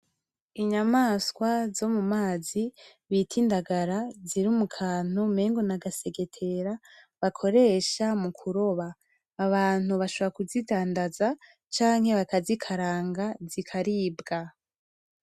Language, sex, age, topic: Rundi, female, 18-24, agriculture